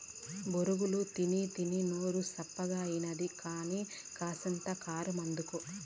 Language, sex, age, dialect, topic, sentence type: Telugu, female, 31-35, Southern, agriculture, statement